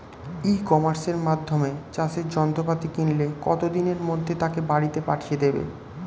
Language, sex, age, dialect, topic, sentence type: Bengali, male, 18-24, Standard Colloquial, agriculture, question